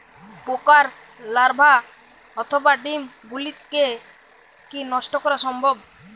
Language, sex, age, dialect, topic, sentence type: Bengali, male, 18-24, Jharkhandi, agriculture, question